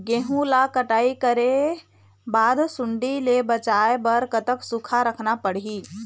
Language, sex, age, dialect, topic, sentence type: Chhattisgarhi, female, 25-30, Eastern, agriculture, question